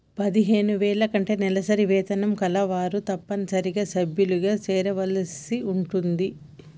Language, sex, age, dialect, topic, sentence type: Telugu, female, 31-35, Telangana, banking, statement